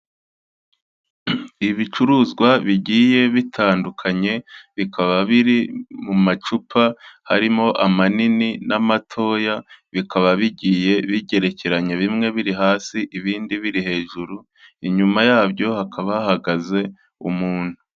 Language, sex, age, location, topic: Kinyarwanda, male, 25-35, Kigali, health